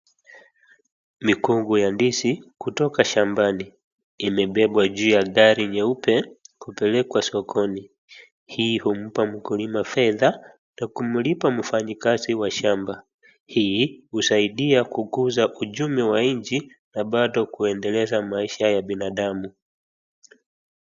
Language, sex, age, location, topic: Swahili, male, 25-35, Wajir, agriculture